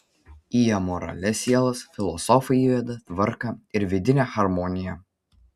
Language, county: Lithuanian, Panevėžys